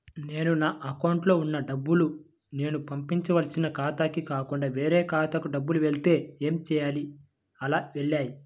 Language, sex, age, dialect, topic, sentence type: Telugu, male, 18-24, Central/Coastal, banking, question